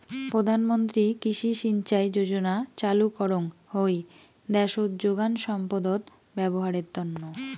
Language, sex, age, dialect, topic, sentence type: Bengali, female, 25-30, Rajbangshi, agriculture, statement